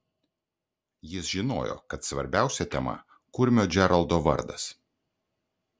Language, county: Lithuanian, Klaipėda